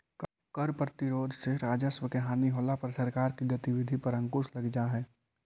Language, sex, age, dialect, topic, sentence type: Magahi, male, 18-24, Central/Standard, banking, statement